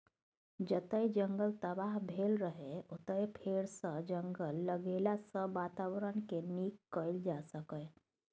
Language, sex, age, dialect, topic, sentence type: Maithili, female, 25-30, Bajjika, agriculture, statement